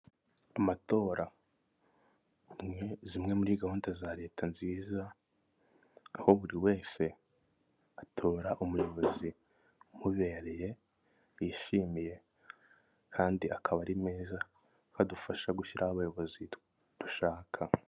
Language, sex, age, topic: Kinyarwanda, male, 25-35, government